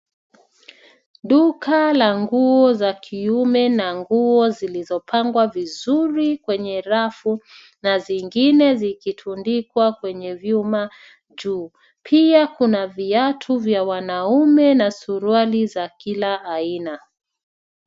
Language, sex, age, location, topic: Swahili, female, 36-49, Nairobi, finance